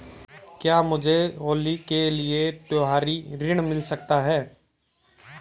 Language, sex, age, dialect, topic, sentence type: Hindi, male, 18-24, Marwari Dhudhari, banking, question